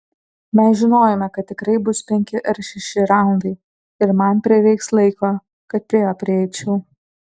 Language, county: Lithuanian, Kaunas